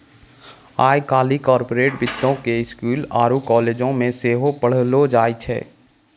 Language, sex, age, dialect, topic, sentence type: Maithili, male, 18-24, Angika, banking, statement